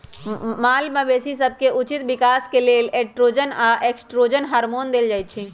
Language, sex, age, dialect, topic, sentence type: Magahi, male, 18-24, Western, agriculture, statement